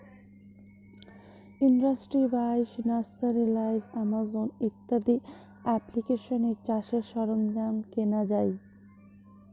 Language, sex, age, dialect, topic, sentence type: Bengali, female, 25-30, Rajbangshi, agriculture, statement